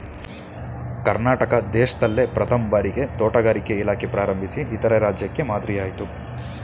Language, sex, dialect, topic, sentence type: Kannada, male, Mysore Kannada, agriculture, statement